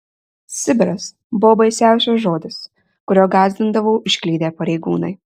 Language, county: Lithuanian, Marijampolė